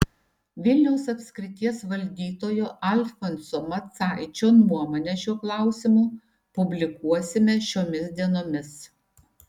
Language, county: Lithuanian, Šiauliai